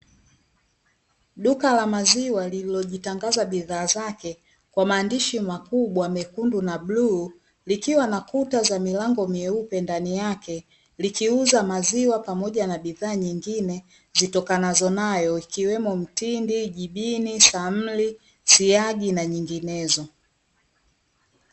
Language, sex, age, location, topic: Swahili, female, 25-35, Dar es Salaam, finance